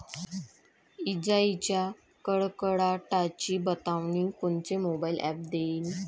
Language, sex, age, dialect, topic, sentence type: Marathi, female, 25-30, Varhadi, agriculture, question